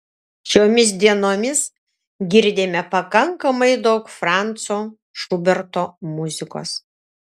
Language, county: Lithuanian, Šiauliai